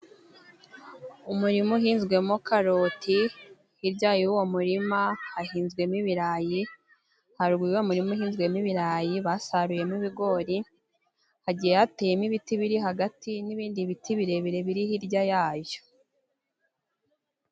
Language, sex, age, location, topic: Kinyarwanda, female, 18-24, Musanze, agriculture